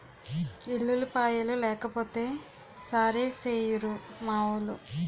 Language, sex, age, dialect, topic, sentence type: Telugu, female, 18-24, Utterandhra, agriculture, statement